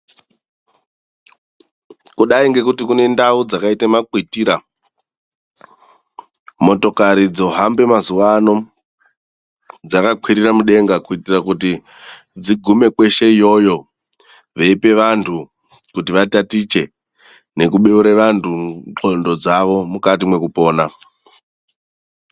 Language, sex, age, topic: Ndau, male, 25-35, education